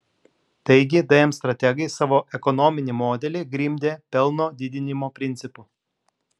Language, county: Lithuanian, Klaipėda